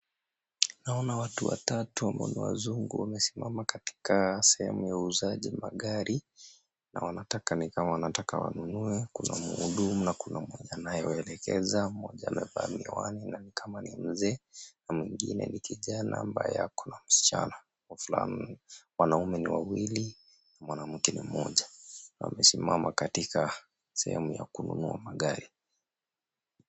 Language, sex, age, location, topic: Swahili, male, 25-35, Nairobi, finance